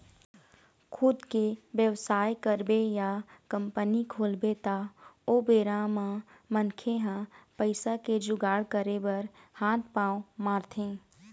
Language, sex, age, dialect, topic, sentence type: Chhattisgarhi, female, 18-24, Eastern, banking, statement